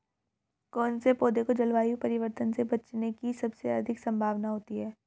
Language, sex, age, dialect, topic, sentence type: Hindi, female, 31-35, Hindustani Malvi Khadi Boli, agriculture, question